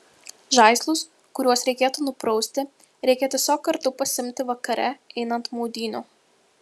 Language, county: Lithuanian, Vilnius